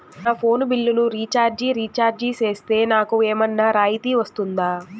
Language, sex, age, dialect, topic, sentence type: Telugu, female, 18-24, Southern, banking, question